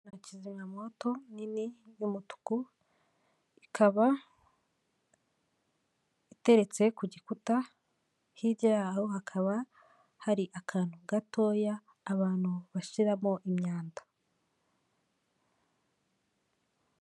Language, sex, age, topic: Kinyarwanda, female, 18-24, government